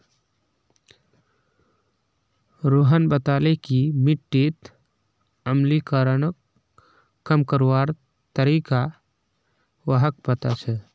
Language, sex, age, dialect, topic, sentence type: Magahi, male, 18-24, Northeastern/Surjapuri, agriculture, statement